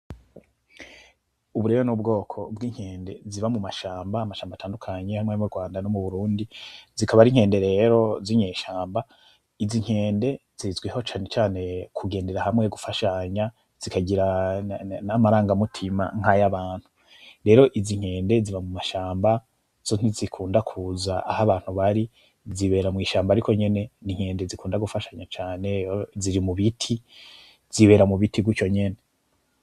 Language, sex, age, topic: Rundi, male, 25-35, agriculture